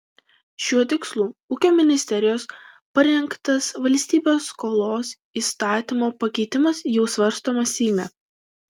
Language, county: Lithuanian, Vilnius